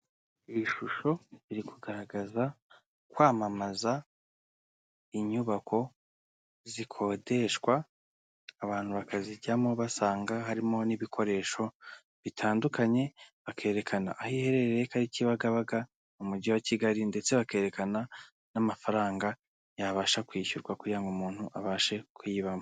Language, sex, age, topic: Kinyarwanda, male, 25-35, finance